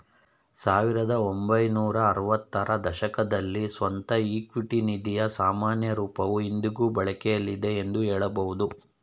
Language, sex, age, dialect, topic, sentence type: Kannada, male, 31-35, Mysore Kannada, banking, statement